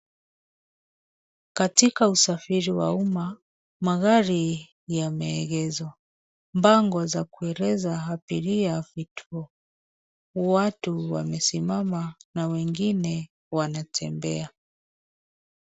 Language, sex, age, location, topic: Swahili, female, 36-49, Nairobi, government